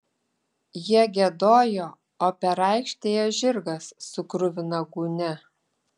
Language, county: Lithuanian, Klaipėda